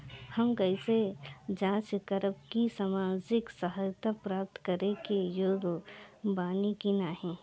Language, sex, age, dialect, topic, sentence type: Bhojpuri, female, 25-30, Northern, banking, question